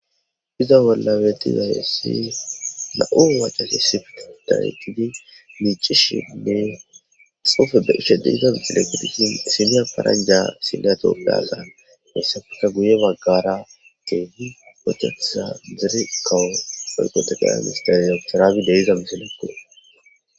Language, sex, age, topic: Gamo, male, 18-24, government